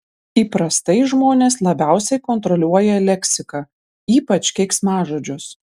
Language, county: Lithuanian, Panevėžys